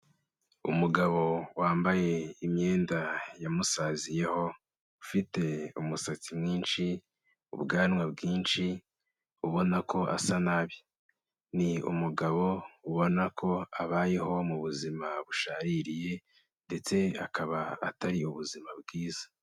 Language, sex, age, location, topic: Kinyarwanda, male, 18-24, Kigali, health